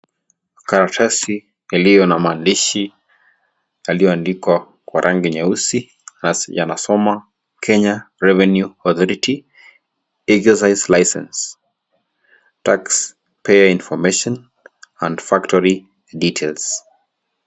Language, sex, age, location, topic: Swahili, male, 25-35, Kisii, finance